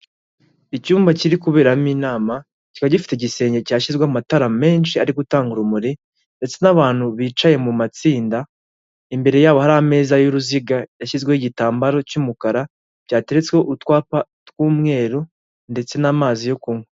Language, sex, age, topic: Kinyarwanda, male, 18-24, government